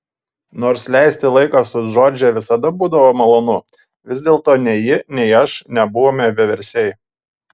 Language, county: Lithuanian, Panevėžys